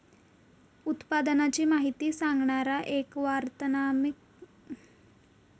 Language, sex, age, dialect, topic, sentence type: Marathi, female, 18-24, Southern Konkan, banking, statement